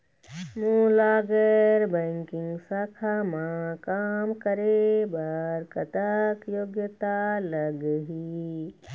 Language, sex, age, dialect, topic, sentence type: Chhattisgarhi, female, 36-40, Eastern, banking, question